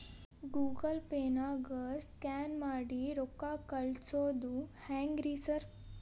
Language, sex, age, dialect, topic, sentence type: Kannada, female, 18-24, Dharwad Kannada, banking, question